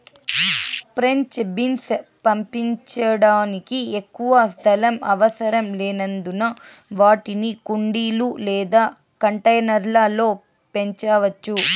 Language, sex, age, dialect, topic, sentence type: Telugu, female, 18-24, Southern, agriculture, statement